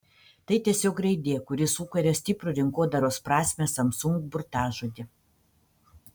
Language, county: Lithuanian, Panevėžys